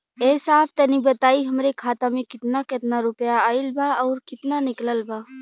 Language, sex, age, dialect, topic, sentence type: Bhojpuri, female, 18-24, Western, banking, question